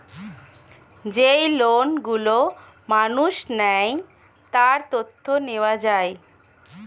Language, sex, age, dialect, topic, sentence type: Bengali, female, 25-30, Standard Colloquial, banking, statement